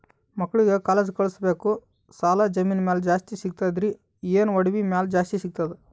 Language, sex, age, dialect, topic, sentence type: Kannada, male, 18-24, Northeastern, banking, question